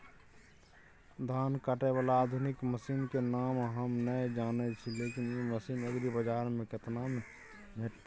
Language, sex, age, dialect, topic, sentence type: Maithili, male, 36-40, Bajjika, agriculture, question